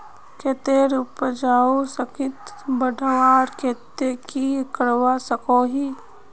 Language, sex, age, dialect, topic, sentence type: Magahi, female, 18-24, Northeastern/Surjapuri, agriculture, question